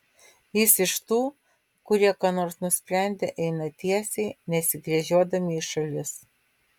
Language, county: Lithuanian, Vilnius